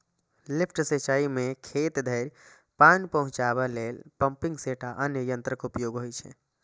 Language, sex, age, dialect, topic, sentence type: Maithili, male, 25-30, Eastern / Thethi, agriculture, statement